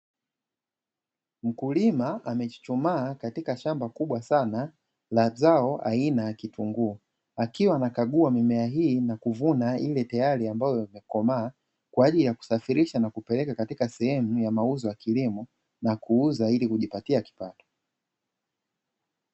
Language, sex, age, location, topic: Swahili, male, 25-35, Dar es Salaam, agriculture